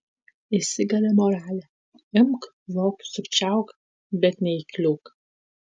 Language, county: Lithuanian, Tauragė